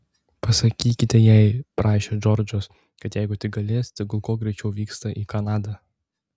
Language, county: Lithuanian, Tauragė